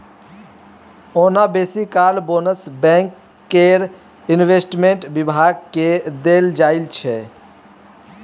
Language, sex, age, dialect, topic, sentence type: Maithili, male, 18-24, Bajjika, banking, statement